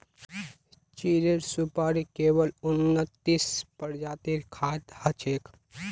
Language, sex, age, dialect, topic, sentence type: Magahi, male, 25-30, Northeastern/Surjapuri, agriculture, statement